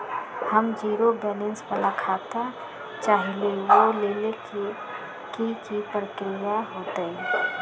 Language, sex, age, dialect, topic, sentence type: Magahi, female, 25-30, Western, banking, question